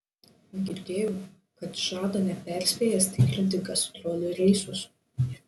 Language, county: Lithuanian, Šiauliai